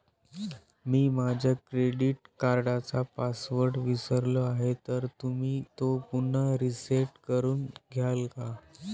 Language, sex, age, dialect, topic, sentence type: Marathi, male, 18-24, Standard Marathi, banking, question